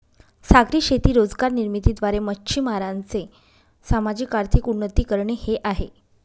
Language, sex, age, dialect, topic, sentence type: Marathi, female, 25-30, Northern Konkan, agriculture, statement